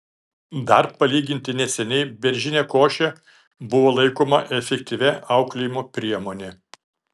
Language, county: Lithuanian, Šiauliai